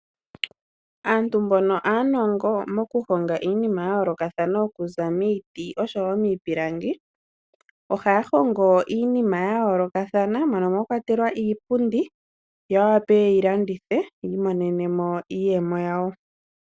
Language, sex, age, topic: Oshiwambo, female, 36-49, finance